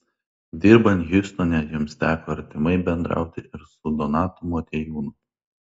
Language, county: Lithuanian, Klaipėda